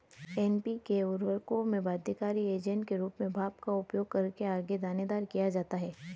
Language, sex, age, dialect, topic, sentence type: Hindi, female, 31-35, Hindustani Malvi Khadi Boli, agriculture, statement